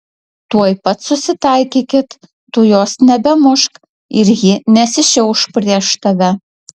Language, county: Lithuanian, Utena